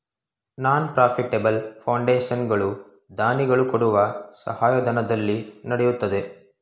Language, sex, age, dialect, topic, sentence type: Kannada, male, 18-24, Mysore Kannada, banking, statement